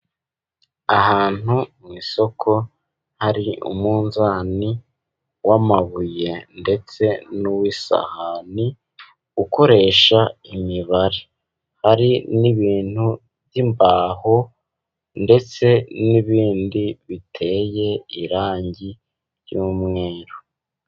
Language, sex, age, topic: Kinyarwanda, male, 18-24, finance